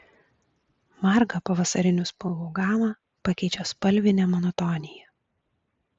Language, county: Lithuanian, Klaipėda